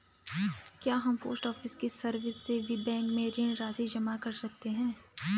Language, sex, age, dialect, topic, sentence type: Hindi, female, 25-30, Garhwali, banking, question